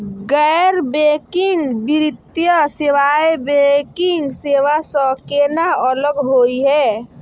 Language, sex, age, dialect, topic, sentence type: Magahi, female, 25-30, Southern, banking, question